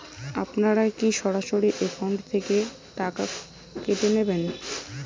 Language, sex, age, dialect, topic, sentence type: Bengali, female, 18-24, Rajbangshi, banking, question